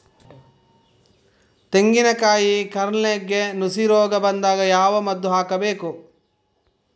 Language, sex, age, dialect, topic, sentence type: Kannada, male, 25-30, Coastal/Dakshin, agriculture, question